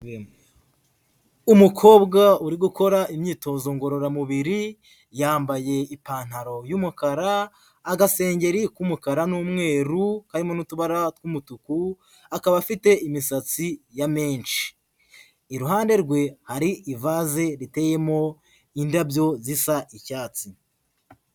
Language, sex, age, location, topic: Kinyarwanda, female, 18-24, Huye, health